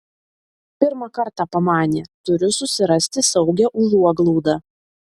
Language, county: Lithuanian, Vilnius